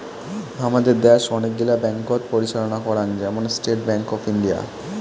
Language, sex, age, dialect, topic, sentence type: Bengali, male, 18-24, Rajbangshi, banking, statement